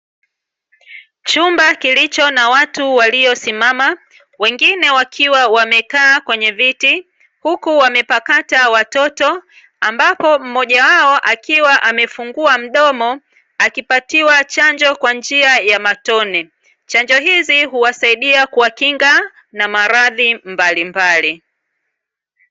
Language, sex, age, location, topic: Swahili, female, 36-49, Dar es Salaam, health